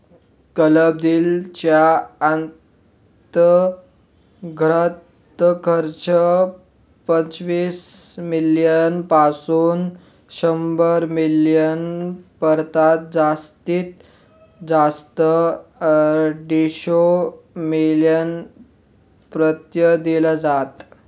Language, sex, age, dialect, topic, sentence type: Marathi, male, 18-24, Northern Konkan, banking, statement